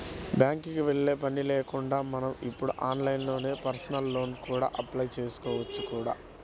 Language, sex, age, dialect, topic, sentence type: Telugu, male, 25-30, Central/Coastal, banking, statement